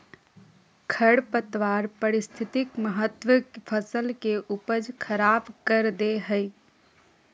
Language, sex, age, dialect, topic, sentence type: Magahi, female, 18-24, Southern, agriculture, statement